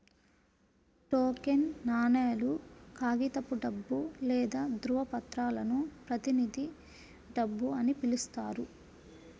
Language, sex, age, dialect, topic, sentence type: Telugu, female, 25-30, Central/Coastal, banking, statement